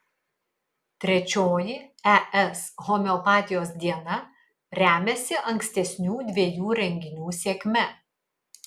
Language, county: Lithuanian, Kaunas